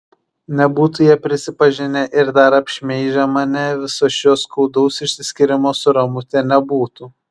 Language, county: Lithuanian, Šiauliai